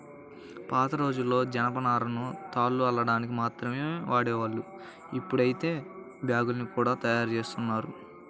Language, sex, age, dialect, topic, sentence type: Telugu, male, 18-24, Central/Coastal, agriculture, statement